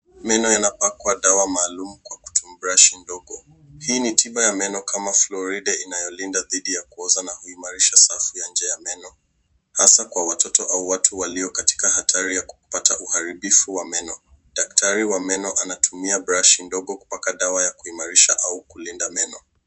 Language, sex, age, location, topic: Swahili, male, 18-24, Nairobi, health